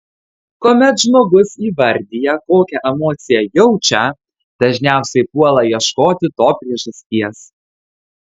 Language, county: Lithuanian, Kaunas